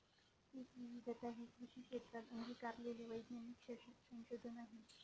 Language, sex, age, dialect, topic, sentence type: Marathi, female, 36-40, Standard Marathi, agriculture, statement